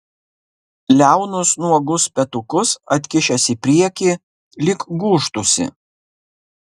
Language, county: Lithuanian, Kaunas